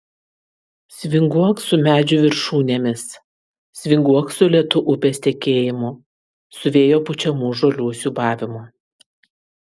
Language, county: Lithuanian, Kaunas